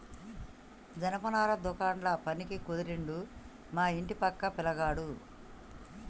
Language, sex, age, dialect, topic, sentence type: Telugu, female, 31-35, Telangana, agriculture, statement